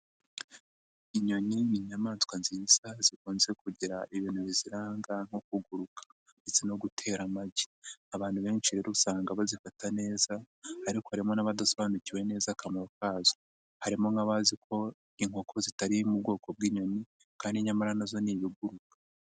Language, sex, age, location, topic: Kinyarwanda, male, 50+, Nyagatare, education